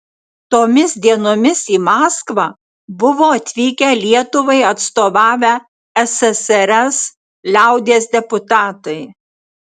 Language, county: Lithuanian, Tauragė